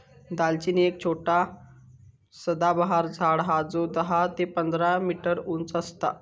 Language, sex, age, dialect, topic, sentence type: Marathi, male, 18-24, Southern Konkan, agriculture, statement